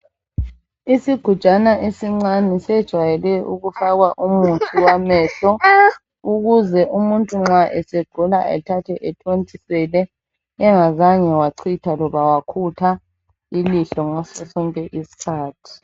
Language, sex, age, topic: North Ndebele, female, 25-35, health